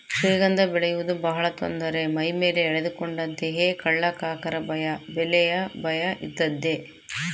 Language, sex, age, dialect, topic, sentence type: Kannada, female, 31-35, Central, agriculture, statement